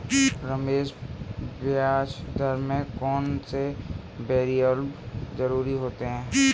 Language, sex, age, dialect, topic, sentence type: Hindi, male, 18-24, Kanauji Braj Bhasha, banking, statement